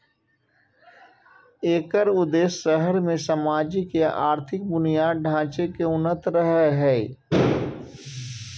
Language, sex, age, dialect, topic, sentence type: Maithili, male, 36-40, Eastern / Thethi, banking, statement